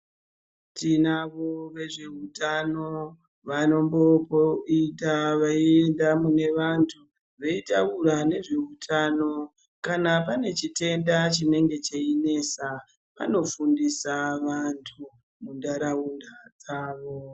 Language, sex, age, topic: Ndau, female, 36-49, health